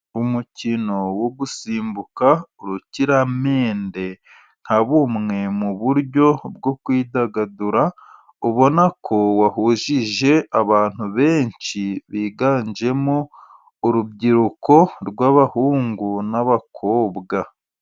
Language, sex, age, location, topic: Kinyarwanda, male, 25-35, Musanze, government